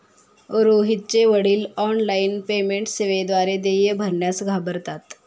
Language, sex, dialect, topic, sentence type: Marathi, female, Standard Marathi, banking, statement